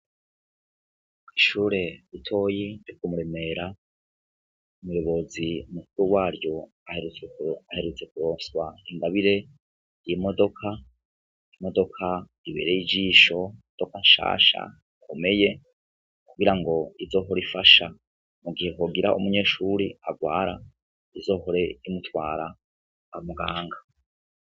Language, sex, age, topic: Rundi, male, 36-49, education